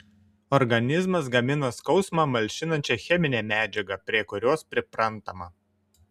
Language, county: Lithuanian, Šiauliai